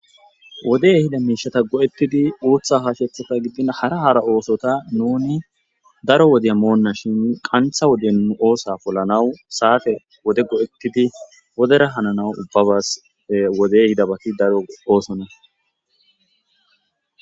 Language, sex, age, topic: Gamo, male, 25-35, agriculture